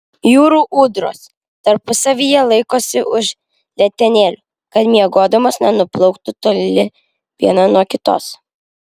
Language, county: Lithuanian, Vilnius